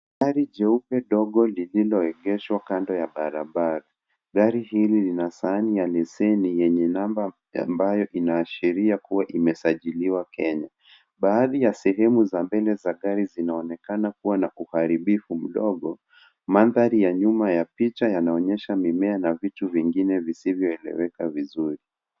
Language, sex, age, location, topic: Swahili, male, 18-24, Nairobi, finance